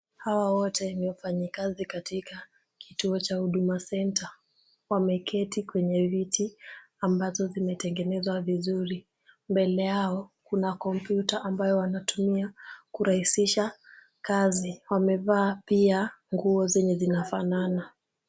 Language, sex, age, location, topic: Swahili, female, 18-24, Kisumu, government